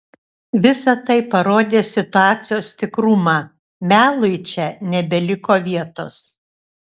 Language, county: Lithuanian, Šiauliai